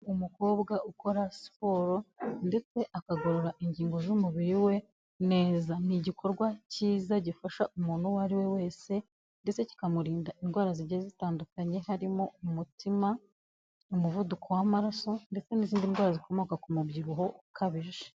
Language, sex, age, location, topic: Kinyarwanda, female, 18-24, Kigali, health